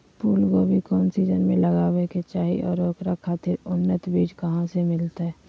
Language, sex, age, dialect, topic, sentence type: Magahi, female, 51-55, Southern, agriculture, question